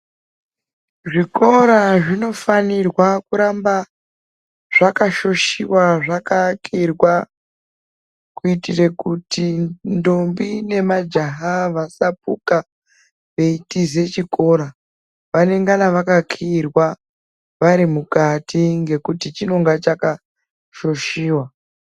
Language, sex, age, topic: Ndau, male, 18-24, education